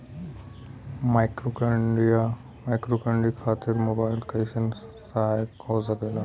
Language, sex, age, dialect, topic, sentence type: Bhojpuri, male, 18-24, Western, agriculture, question